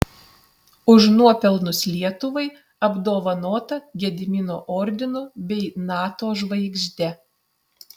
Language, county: Lithuanian, Utena